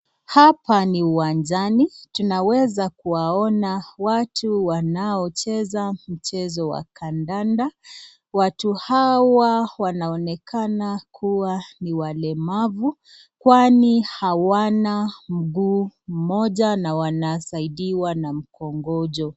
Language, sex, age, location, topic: Swahili, female, 25-35, Nakuru, education